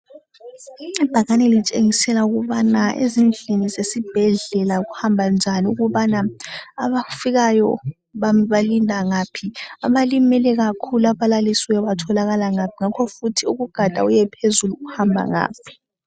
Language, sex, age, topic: North Ndebele, female, 18-24, health